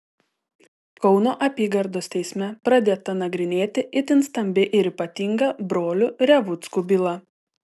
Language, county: Lithuanian, Telšiai